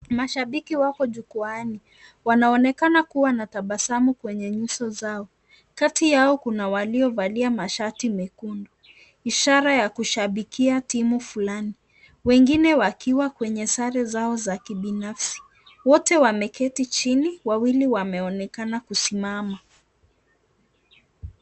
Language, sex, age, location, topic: Swahili, female, 25-35, Nakuru, government